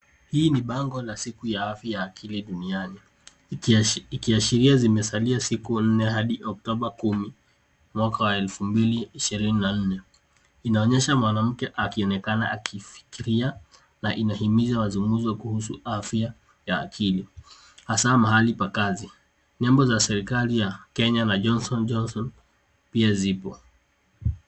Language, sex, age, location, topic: Swahili, female, 50+, Nairobi, health